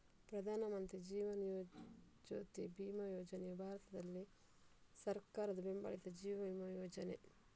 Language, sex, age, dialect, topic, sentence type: Kannada, female, 41-45, Coastal/Dakshin, banking, statement